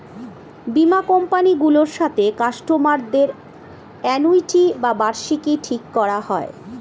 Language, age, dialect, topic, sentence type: Bengali, 41-45, Standard Colloquial, banking, statement